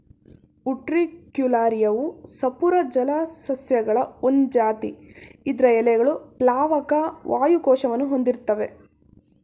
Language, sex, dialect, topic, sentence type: Kannada, female, Mysore Kannada, agriculture, statement